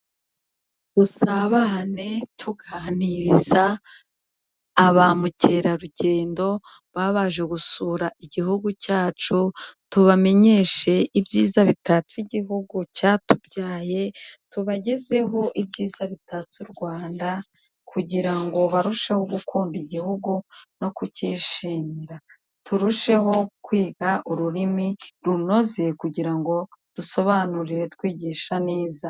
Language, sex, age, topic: Kinyarwanda, female, 36-49, finance